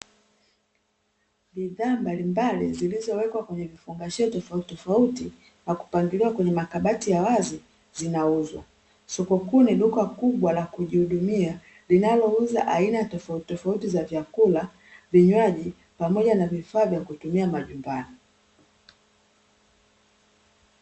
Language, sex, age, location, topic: Swahili, female, 25-35, Dar es Salaam, finance